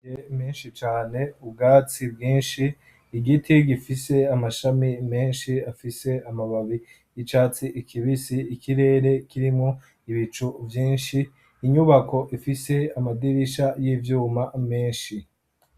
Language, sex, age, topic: Rundi, male, 25-35, education